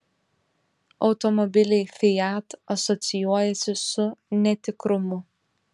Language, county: Lithuanian, Šiauliai